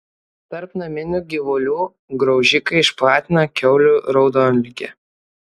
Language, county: Lithuanian, Kaunas